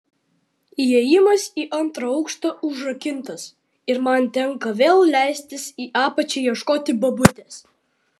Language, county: Lithuanian, Vilnius